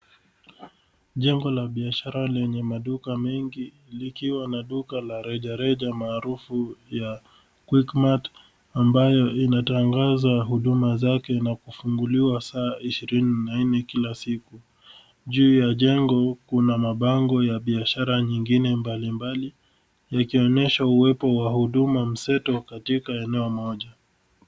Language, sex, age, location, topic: Swahili, male, 36-49, Nairobi, finance